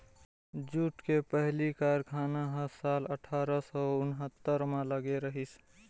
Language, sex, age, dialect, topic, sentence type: Chhattisgarhi, male, 18-24, Northern/Bhandar, agriculture, statement